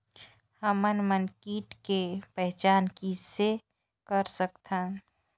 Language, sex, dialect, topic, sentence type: Chhattisgarhi, female, Northern/Bhandar, agriculture, statement